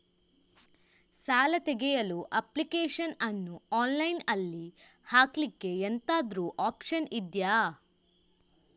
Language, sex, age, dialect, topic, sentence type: Kannada, female, 31-35, Coastal/Dakshin, banking, question